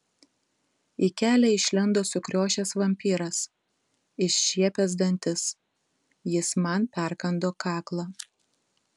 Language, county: Lithuanian, Tauragė